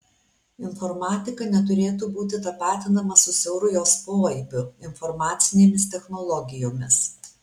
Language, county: Lithuanian, Alytus